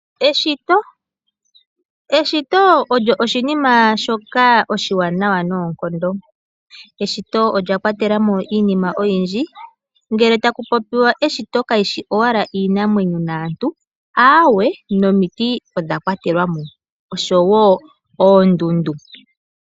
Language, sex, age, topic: Oshiwambo, female, 25-35, agriculture